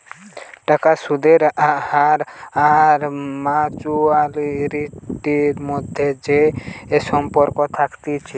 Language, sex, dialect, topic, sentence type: Bengali, male, Western, banking, statement